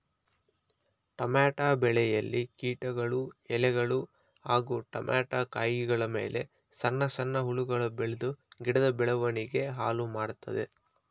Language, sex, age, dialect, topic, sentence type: Kannada, male, 25-30, Mysore Kannada, agriculture, statement